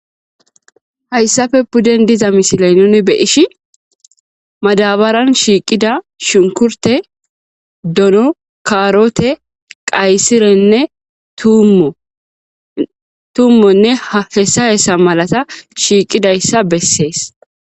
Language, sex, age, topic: Gamo, female, 25-35, agriculture